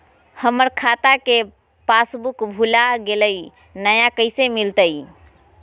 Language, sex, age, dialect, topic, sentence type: Magahi, female, 51-55, Southern, banking, question